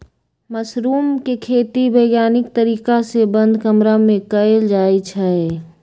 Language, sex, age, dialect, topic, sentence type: Magahi, female, 25-30, Western, agriculture, statement